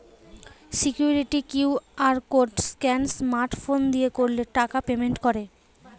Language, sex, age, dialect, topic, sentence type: Bengali, female, 18-24, Western, banking, statement